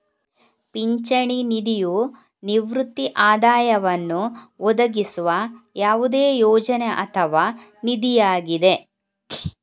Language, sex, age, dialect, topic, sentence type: Kannada, female, 41-45, Coastal/Dakshin, banking, statement